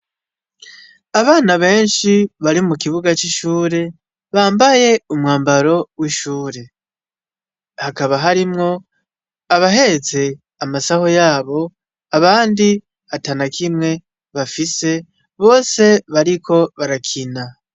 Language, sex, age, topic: Rundi, male, 18-24, education